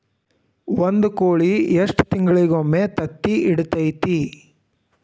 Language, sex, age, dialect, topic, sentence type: Kannada, male, 18-24, Dharwad Kannada, agriculture, question